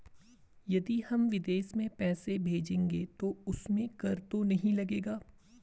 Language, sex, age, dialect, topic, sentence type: Hindi, male, 18-24, Garhwali, banking, question